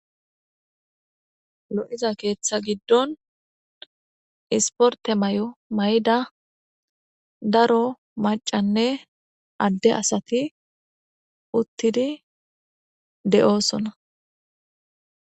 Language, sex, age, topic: Gamo, female, 18-24, government